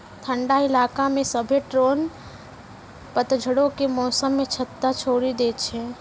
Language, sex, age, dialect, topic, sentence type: Maithili, female, 51-55, Angika, agriculture, statement